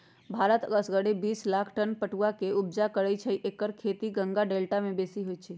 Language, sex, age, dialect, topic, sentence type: Magahi, female, 56-60, Western, agriculture, statement